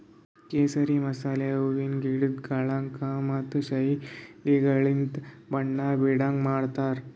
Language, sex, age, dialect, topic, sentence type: Kannada, male, 18-24, Northeastern, agriculture, statement